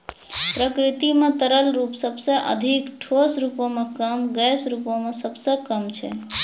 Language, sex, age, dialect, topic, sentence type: Maithili, female, 25-30, Angika, agriculture, statement